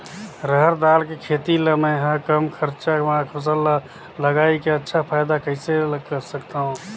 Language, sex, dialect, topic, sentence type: Chhattisgarhi, male, Northern/Bhandar, agriculture, question